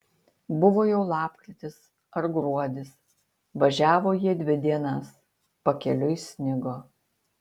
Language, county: Lithuanian, Utena